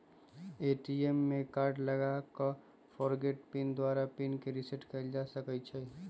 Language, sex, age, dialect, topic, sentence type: Magahi, male, 25-30, Western, banking, statement